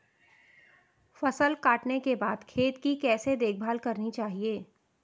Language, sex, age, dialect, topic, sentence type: Hindi, female, 31-35, Marwari Dhudhari, agriculture, question